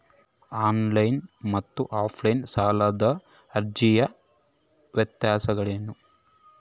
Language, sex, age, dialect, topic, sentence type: Kannada, male, 25-30, Central, banking, question